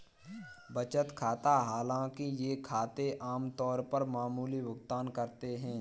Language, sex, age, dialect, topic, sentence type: Hindi, female, 18-24, Kanauji Braj Bhasha, banking, statement